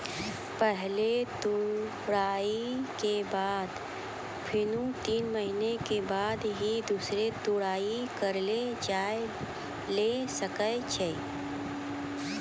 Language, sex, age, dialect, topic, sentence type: Maithili, female, 36-40, Angika, agriculture, statement